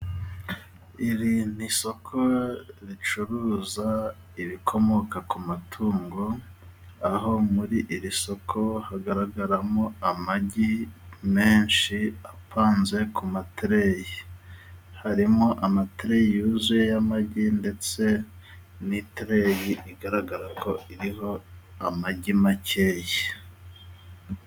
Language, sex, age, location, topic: Kinyarwanda, male, 36-49, Musanze, finance